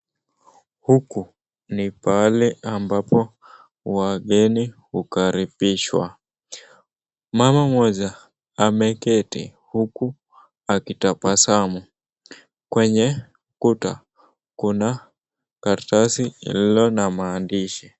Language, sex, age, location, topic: Swahili, male, 18-24, Nakuru, health